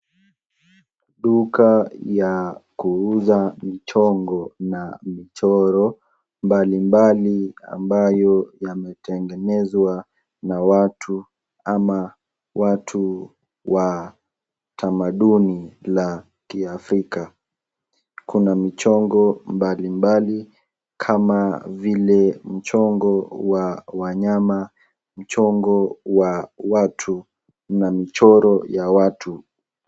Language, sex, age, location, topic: Swahili, male, 18-24, Nakuru, finance